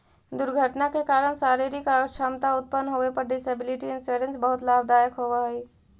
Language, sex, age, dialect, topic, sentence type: Magahi, female, 60-100, Central/Standard, banking, statement